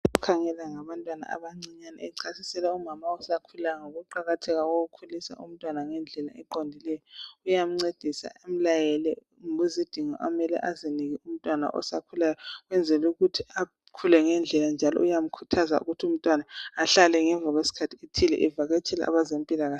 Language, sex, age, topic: North Ndebele, female, 36-49, health